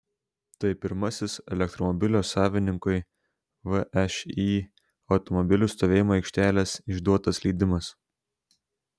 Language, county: Lithuanian, Šiauliai